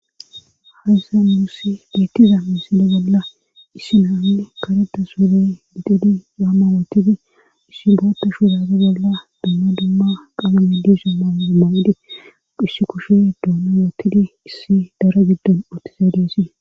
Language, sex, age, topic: Gamo, female, 18-24, government